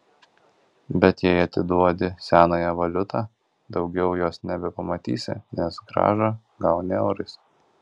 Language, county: Lithuanian, Kaunas